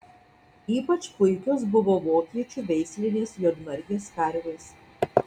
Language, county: Lithuanian, Vilnius